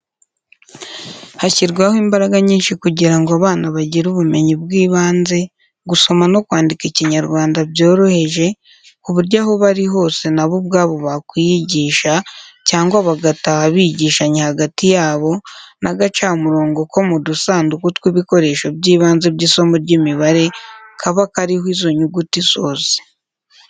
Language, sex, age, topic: Kinyarwanda, female, 25-35, education